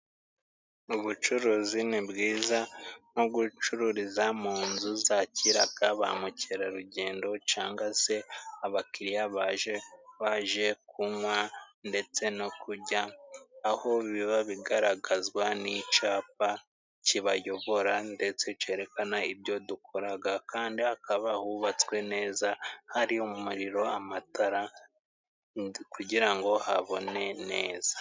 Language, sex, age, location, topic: Kinyarwanda, male, 25-35, Musanze, finance